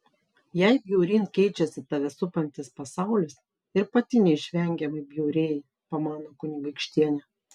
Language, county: Lithuanian, Vilnius